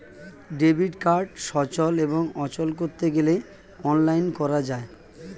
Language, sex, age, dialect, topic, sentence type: Bengali, male, 36-40, Standard Colloquial, banking, statement